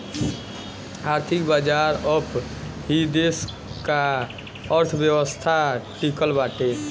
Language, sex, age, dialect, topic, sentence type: Bhojpuri, male, <18, Northern, banking, statement